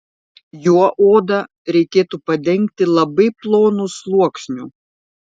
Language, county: Lithuanian, Šiauliai